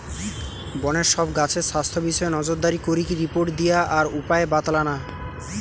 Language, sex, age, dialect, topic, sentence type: Bengali, male, 18-24, Western, agriculture, statement